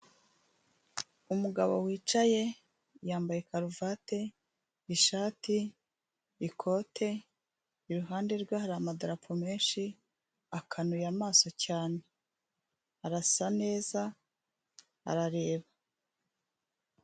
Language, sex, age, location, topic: Kinyarwanda, female, 36-49, Kigali, government